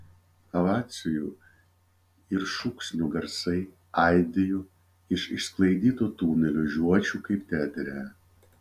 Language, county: Lithuanian, Vilnius